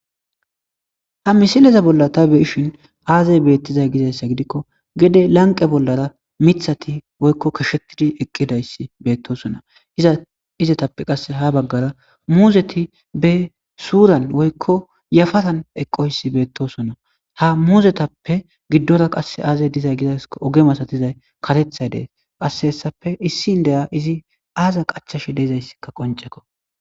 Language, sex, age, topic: Gamo, male, 25-35, agriculture